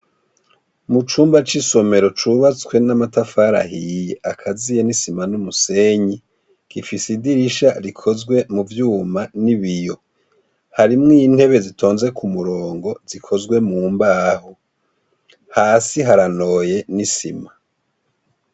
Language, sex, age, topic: Rundi, male, 50+, education